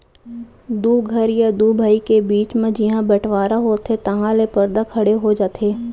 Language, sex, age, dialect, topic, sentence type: Chhattisgarhi, female, 25-30, Central, agriculture, statement